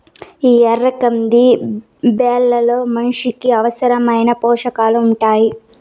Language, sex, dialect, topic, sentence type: Telugu, female, Southern, agriculture, statement